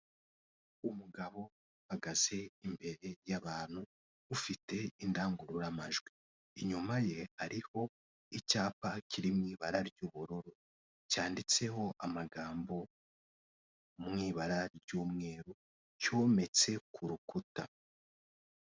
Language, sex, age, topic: Kinyarwanda, male, 18-24, finance